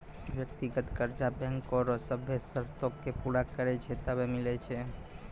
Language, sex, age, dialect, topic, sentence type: Maithili, male, 25-30, Angika, banking, statement